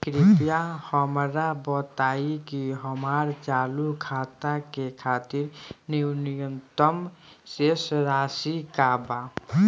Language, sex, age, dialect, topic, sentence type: Bhojpuri, male, 18-24, Southern / Standard, banking, statement